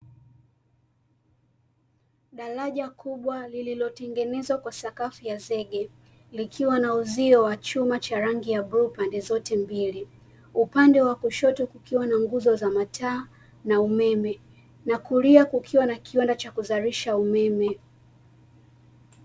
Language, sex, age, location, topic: Swahili, female, 18-24, Dar es Salaam, government